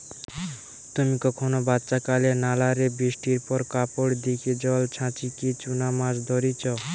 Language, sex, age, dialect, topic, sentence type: Bengali, male, <18, Western, agriculture, statement